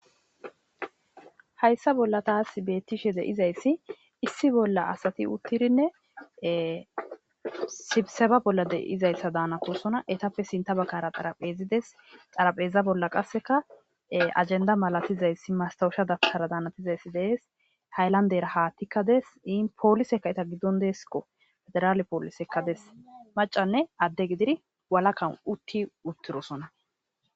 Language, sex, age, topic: Gamo, female, 25-35, government